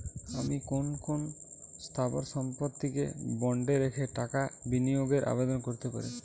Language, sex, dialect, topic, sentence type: Bengali, male, Jharkhandi, banking, question